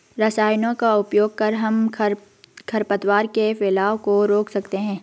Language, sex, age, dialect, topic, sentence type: Hindi, female, 56-60, Garhwali, agriculture, statement